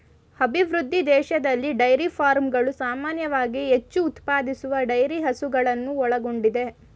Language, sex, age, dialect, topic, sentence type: Kannada, female, 18-24, Mysore Kannada, agriculture, statement